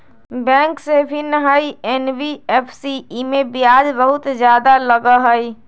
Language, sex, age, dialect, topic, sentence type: Magahi, female, 25-30, Western, banking, question